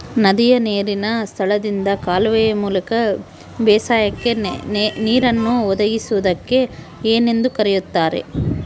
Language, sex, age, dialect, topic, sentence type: Kannada, female, 18-24, Central, agriculture, question